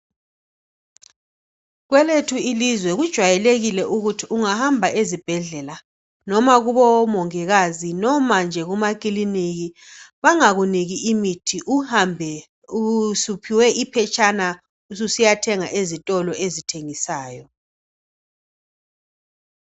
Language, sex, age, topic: North Ndebele, female, 36-49, health